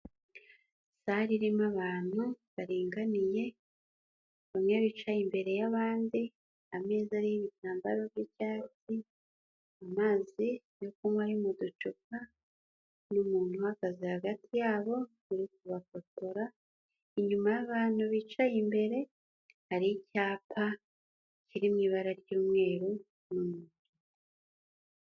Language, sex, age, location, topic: Kinyarwanda, female, 25-35, Kigali, health